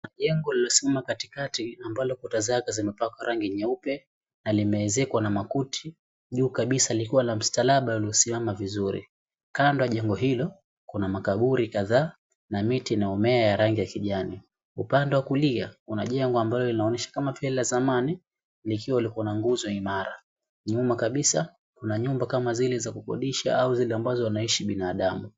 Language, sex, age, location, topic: Swahili, male, 18-24, Mombasa, government